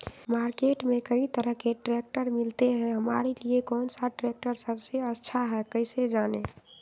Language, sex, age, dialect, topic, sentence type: Magahi, female, 31-35, Western, agriculture, question